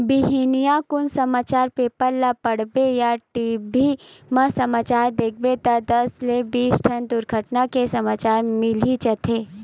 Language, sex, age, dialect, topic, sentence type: Chhattisgarhi, female, 18-24, Western/Budati/Khatahi, banking, statement